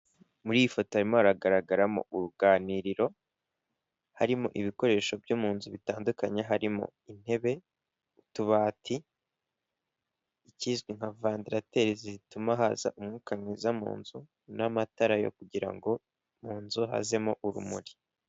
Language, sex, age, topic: Kinyarwanda, male, 18-24, finance